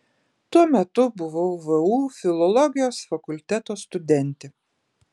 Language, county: Lithuanian, Klaipėda